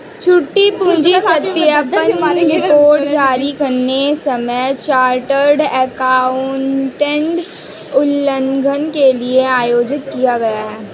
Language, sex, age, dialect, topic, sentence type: Hindi, female, 18-24, Marwari Dhudhari, banking, statement